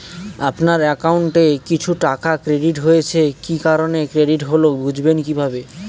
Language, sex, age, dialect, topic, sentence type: Bengali, male, 18-24, Northern/Varendri, banking, question